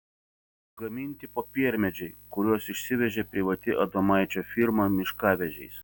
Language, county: Lithuanian, Vilnius